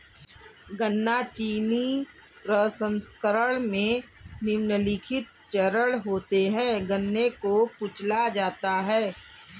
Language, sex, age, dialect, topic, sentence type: Hindi, female, 36-40, Kanauji Braj Bhasha, agriculture, statement